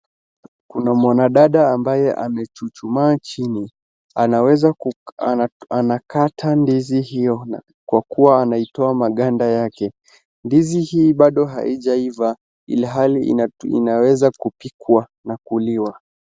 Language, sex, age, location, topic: Swahili, male, 36-49, Wajir, agriculture